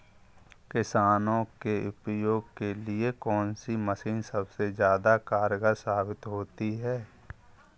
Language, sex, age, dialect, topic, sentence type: Hindi, male, 51-55, Kanauji Braj Bhasha, agriculture, question